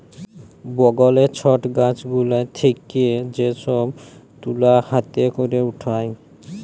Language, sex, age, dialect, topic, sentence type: Bengali, male, 18-24, Jharkhandi, agriculture, statement